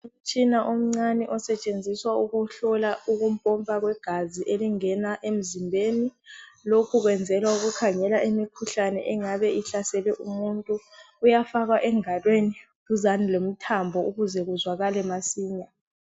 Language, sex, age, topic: North Ndebele, female, 25-35, health